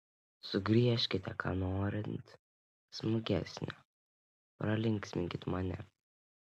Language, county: Lithuanian, Panevėžys